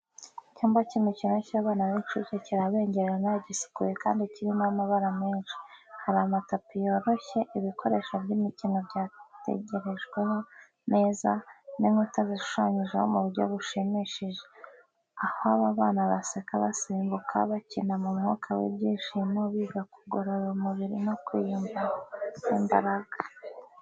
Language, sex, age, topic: Kinyarwanda, female, 25-35, education